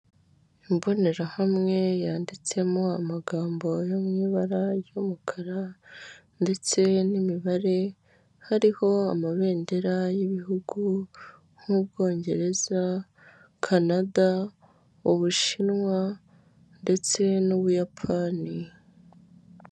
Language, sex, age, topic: Kinyarwanda, male, 18-24, finance